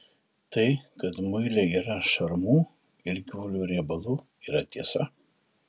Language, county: Lithuanian, Šiauliai